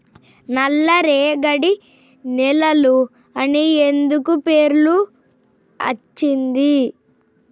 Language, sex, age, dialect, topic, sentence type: Telugu, female, 31-35, Telangana, agriculture, question